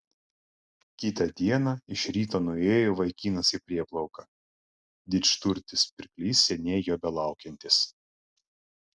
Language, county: Lithuanian, Klaipėda